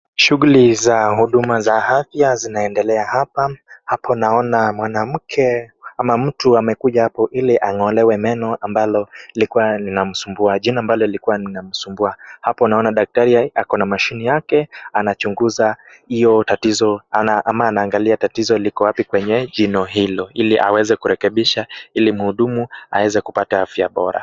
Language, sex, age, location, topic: Swahili, male, 18-24, Kisumu, health